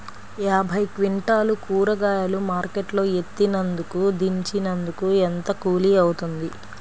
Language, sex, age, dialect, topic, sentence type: Telugu, female, 25-30, Central/Coastal, agriculture, question